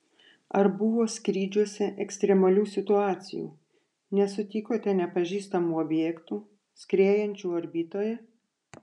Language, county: Lithuanian, Panevėžys